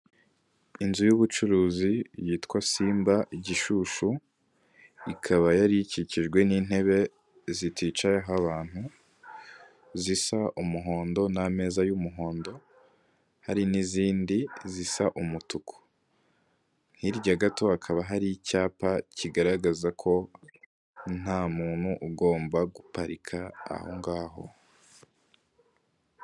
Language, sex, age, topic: Kinyarwanda, male, 18-24, finance